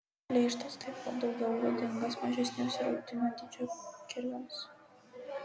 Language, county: Lithuanian, Kaunas